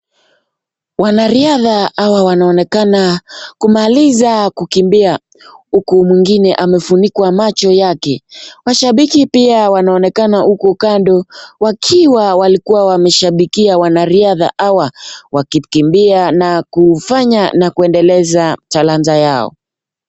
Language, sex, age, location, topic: Swahili, male, 25-35, Nakuru, education